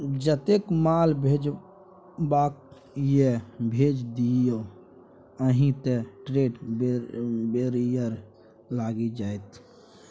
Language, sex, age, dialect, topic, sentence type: Maithili, male, 41-45, Bajjika, banking, statement